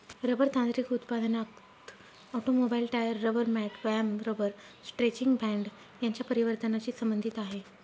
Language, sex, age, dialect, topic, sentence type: Marathi, female, 18-24, Northern Konkan, agriculture, statement